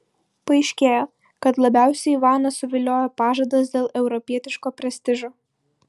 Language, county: Lithuanian, Utena